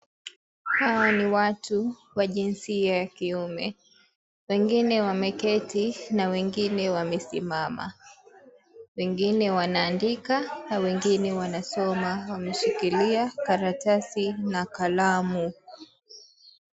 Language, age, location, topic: Swahili, 18-24, Mombasa, government